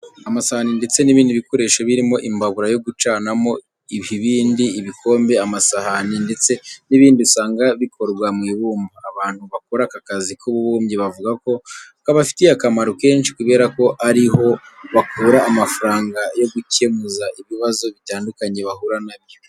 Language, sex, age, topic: Kinyarwanda, male, 25-35, education